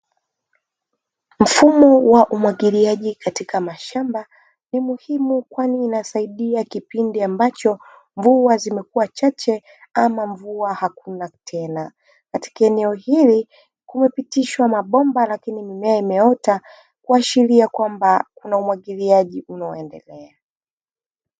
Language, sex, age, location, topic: Swahili, female, 25-35, Dar es Salaam, agriculture